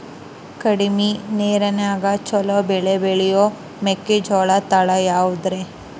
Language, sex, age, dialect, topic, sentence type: Kannada, female, 18-24, Dharwad Kannada, agriculture, question